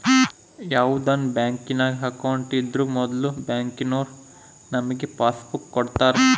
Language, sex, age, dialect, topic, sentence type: Kannada, male, 25-30, Central, banking, statement